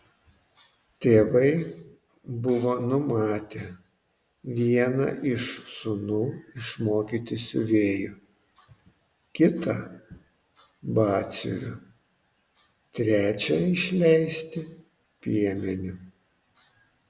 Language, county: Lithuanian, Panevėžys